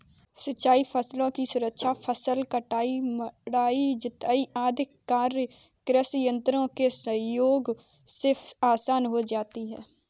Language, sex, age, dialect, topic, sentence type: Hindi, female, 25-30, Kanauji Braj Bhasha, agriculture, statement